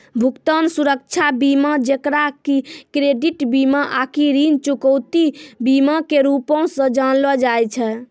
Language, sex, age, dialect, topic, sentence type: Maithili, female, 18-24, Angika, banking, statement